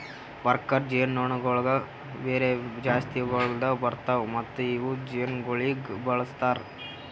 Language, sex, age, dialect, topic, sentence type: Kannada, male, 18-24, Northeastern, agriculture, statement